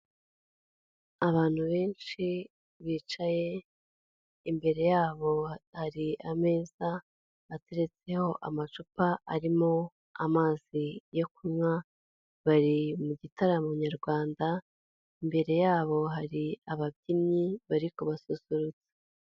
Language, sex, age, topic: Kinyarwanda, female, 18-24, government